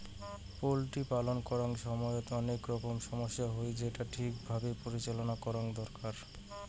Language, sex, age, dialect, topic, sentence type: Bengali, male, 18-24, Rajbangshi, agriculture, statement